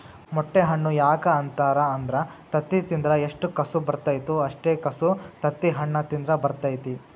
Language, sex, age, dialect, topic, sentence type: Kannada, male, 18-24, Dharwad Kannada, agriculture, statement